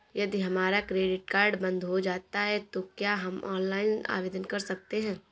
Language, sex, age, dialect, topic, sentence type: Hindi, female, 18-24, Awadhi Bundeli, banking, question